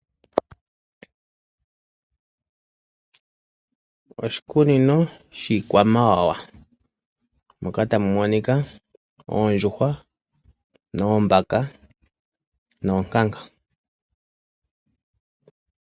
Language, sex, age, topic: Oshiwambo, male, 36-49, agriculture